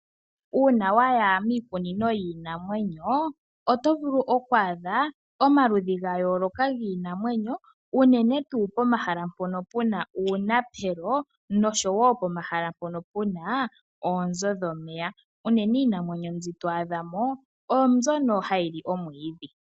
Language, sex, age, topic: Oshiwambo, female, 25-35, agriculture